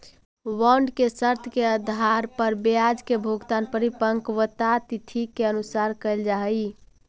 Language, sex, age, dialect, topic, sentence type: Magahi, female, 18-24, Central/Standard, banking, statement